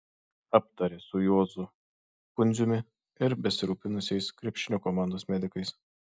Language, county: Lithuanian, Šiauliai